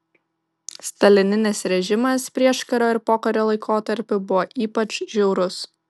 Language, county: Lithuanian, Vilnius